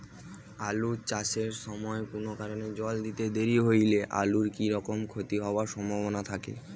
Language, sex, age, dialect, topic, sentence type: Bengali, male, 18-24, Rajbangshi, agriculture, question